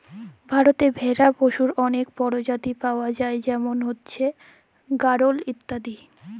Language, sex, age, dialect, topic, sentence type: Bengali, female, 18-24, Jharkhandi, agriculture, statement